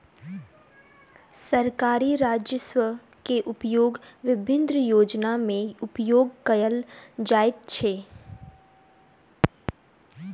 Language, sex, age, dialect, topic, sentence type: Maithili, female, 18-24, Southern/Standard, banking, statement